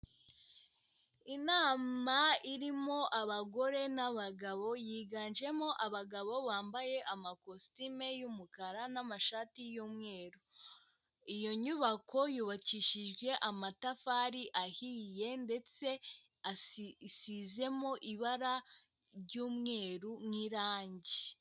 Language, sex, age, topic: Kinyarwanda, female, 18-24, government